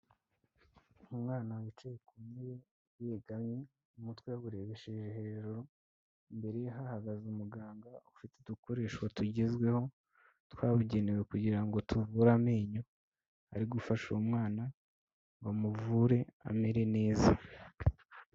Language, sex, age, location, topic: Kinyarwanda, male, 25-35, Kigali, health